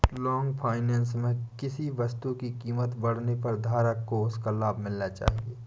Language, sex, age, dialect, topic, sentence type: Hindi, male, 25-30, Awadhi Bundeli, banking, statement